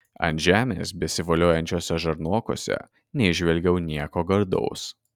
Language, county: Lithuanian, Kaunas